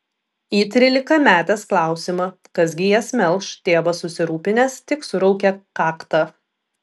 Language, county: Lithuanian, Vilnius